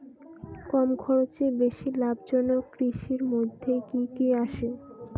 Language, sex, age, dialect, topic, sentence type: Bengali, female, 18-24, Rajbangshi, agriculture, question